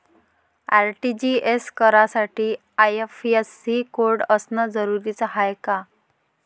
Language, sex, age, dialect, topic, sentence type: Marathi, female, 25-30, Varhadi, banking, question